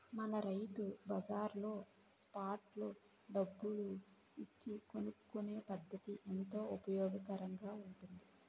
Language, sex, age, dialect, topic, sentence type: Telugu, female, 18-24, Utterandhra, banking, statement